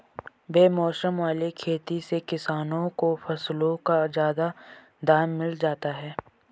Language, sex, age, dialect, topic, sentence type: Hindi, male, 18-24, Marwari Dhudhari, agriculture, statement